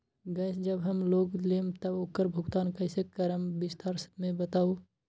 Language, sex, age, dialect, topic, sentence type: Magahi, male, 41-45, Western, banking, question